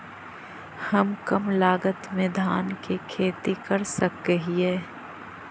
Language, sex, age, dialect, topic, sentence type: Magahi, female, 25-30, Central/Standard, agriculture, question